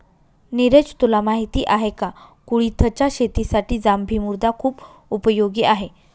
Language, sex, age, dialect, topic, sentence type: Marathi, female, 25-30, Northern Konkan, agriculture, statement